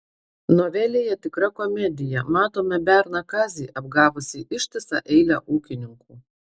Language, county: Lithuanian, Marijampolė